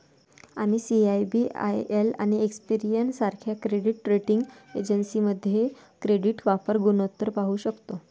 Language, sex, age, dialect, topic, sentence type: Marathi, female, 41-45, Varhadi, banking, statement